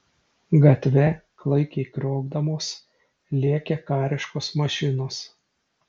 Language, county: Lithuanian, Šiauliai